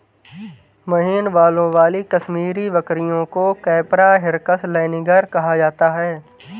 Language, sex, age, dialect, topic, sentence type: Hindi, male, 18-24, Marwari Dhudhari, agriculture, statement